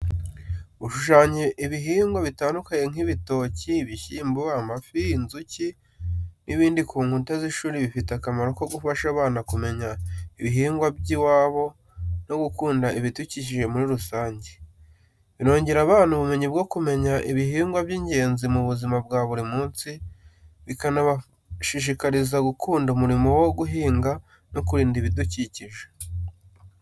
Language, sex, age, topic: Kinyarwanda, male, 18-24, education